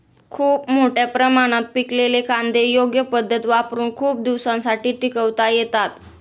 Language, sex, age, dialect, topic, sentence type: Marathi, female, 18-24, Standard Marathi, agriculture, statement